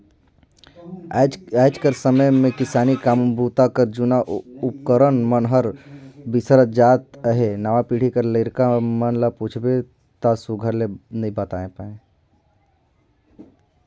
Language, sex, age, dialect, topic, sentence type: Chhattisgarhi, male, 18-24, Northern/Bhandar, agriculture, statement